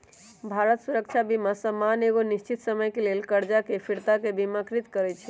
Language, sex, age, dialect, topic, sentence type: Magahi, male, 31-35, Western, banking, statement